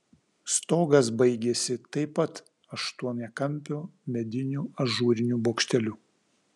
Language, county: Lithuanian, Vilnius